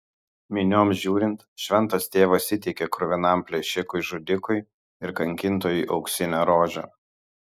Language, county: Lithuanian, Kaunas